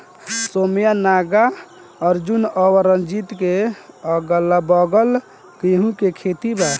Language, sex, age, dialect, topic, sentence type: Bhojpuri, male, 18-24, Southern / Standard, agriculture, question